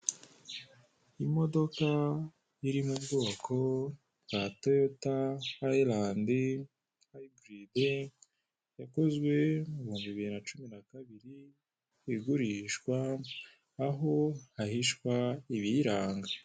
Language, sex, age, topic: Kinyarwanda, male, 18-24, finance